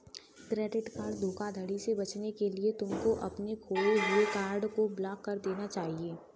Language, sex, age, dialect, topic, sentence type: Hindi, female, 18-24, Kanauji Braj Bhasha, banking, statement